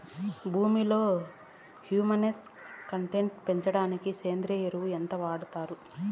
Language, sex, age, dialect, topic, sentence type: Telugu, female, 31-35, Southern, agriculture, question